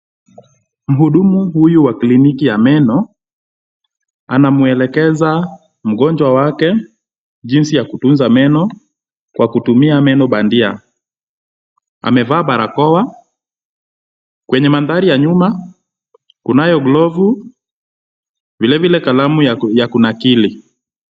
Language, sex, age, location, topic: Swahili, male, 25-35, Kisumu, health